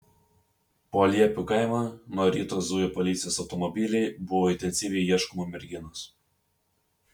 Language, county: Lithuanian, Vilnius